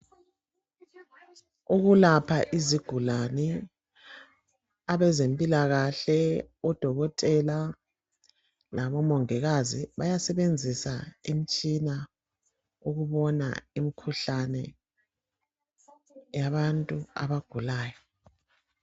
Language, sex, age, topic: North Ndebele, female, 36-49, health